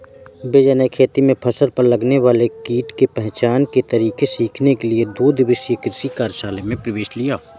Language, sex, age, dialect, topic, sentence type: Hindi, male, 18-24, Awadhi Bundeli, agriculture, statement